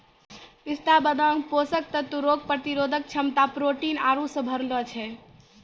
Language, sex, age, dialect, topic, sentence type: Maithili, female, 36-40, Angika, agriculture, statement